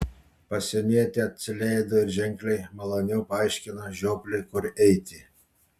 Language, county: Lithuanian, Panevėžys